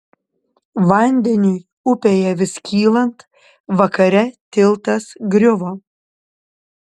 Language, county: Lithuanian, Panevėžys